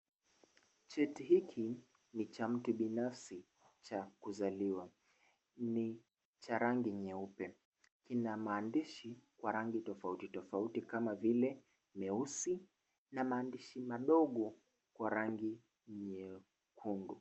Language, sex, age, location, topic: Swahili, male, 25-35, Kisumu, government